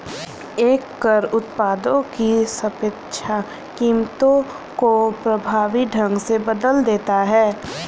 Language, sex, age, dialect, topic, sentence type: Hindi, female, 31-35, Kanauji Braj Bhasha, banking, statement